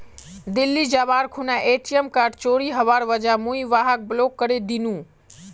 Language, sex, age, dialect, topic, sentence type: Magahi, male, 18-24, Northeastern/Surjapuri, banking, statement